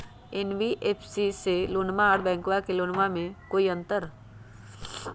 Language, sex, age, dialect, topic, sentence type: Magahi, female, 31-35, Western, banking, question